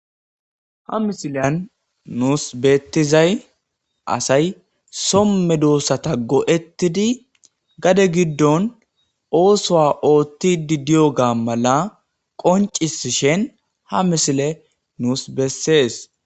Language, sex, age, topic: Gamo, male, 18-24, agriculture